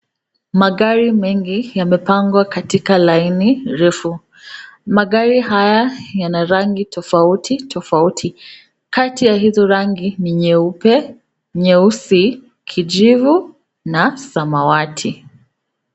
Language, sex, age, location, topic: Swahili, female, 25-35, Nakuru, finance